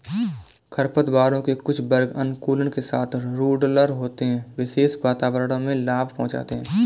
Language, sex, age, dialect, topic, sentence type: Hindi, male, 18-24, Awadhi Bundeli, agriculture, statement